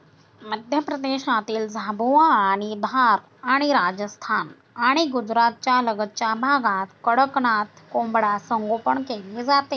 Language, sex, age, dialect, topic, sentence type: Marathi, female, 60-100, Standard Marathi, agriculture, statement